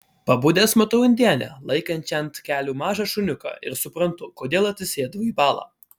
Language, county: Lithuanian, Alytus